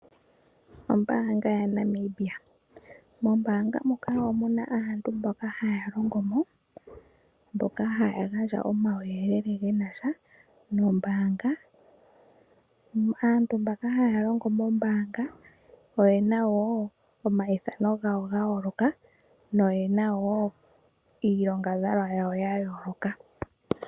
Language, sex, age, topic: Oshiwambo, female, 18-24, finance